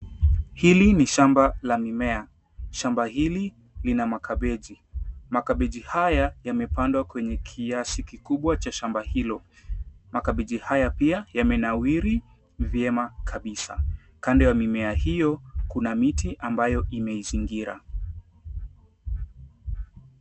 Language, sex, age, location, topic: Swahili, male, 18-24, Nairobi, agriculture